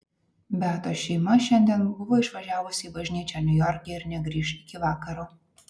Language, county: Lithuanian, Vilnius